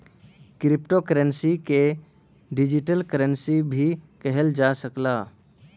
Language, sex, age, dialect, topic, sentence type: Bhojpuri, male, 18-24, Western, banking, statement